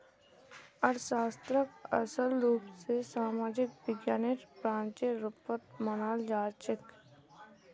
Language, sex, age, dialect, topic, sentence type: Magahi, female, 18-24, Northeastern/Surjapuri, banking, statement